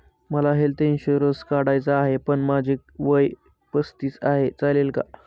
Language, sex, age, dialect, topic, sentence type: Marathi, male, 18-24, Northern Konkan, banking, question